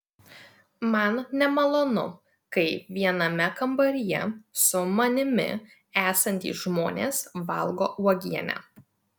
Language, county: Lithuanian, Vilnius